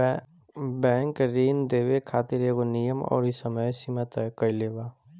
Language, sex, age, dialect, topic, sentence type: Bhojpuri, female, 25-30, Northern, banking, statement